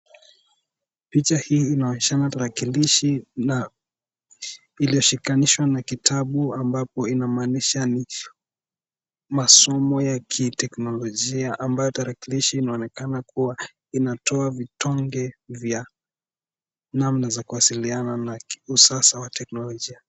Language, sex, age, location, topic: Swahili, male, 18-24, Nairobi, education